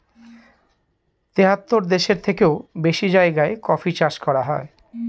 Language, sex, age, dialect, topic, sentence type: Bengali, male, 41-45, Northern/Varendri, agriculture, statement